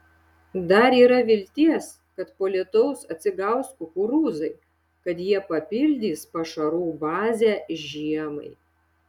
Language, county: Lithuanian, Šiauliai